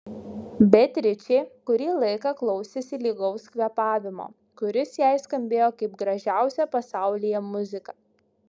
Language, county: Lithuanian, Šiauliai